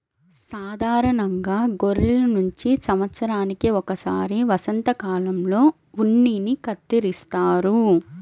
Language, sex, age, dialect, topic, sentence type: Telugu, female, 18-24, Central/Coastal, agriculture, statement